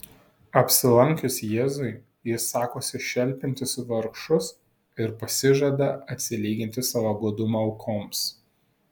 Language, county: Lithuanian, Vilnius